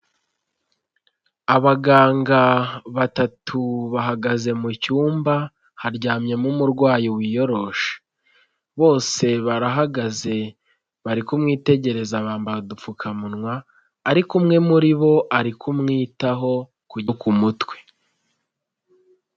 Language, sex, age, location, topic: Kinyarwanda, female, 25-35, Nyagatare, health